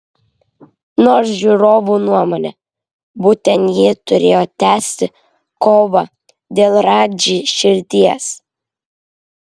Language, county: Lithuanian, Vilnius